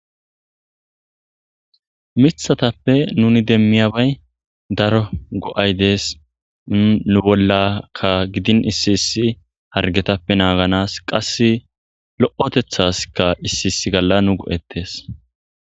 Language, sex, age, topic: Gamo, male, 25-35, agriculture